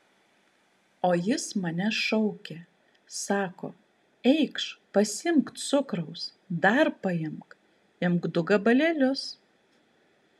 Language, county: Lithuanian, Kaunas